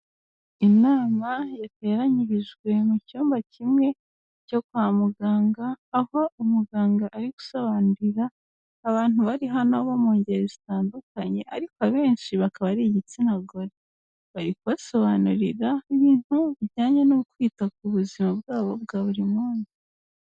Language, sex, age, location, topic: Kinyarwanda, female, 18-24, Kigali, health